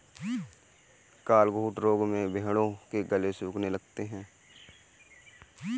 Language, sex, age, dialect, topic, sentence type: Hindi, male, 18-24, Kanauji Braj Bhasha, agriculture, statement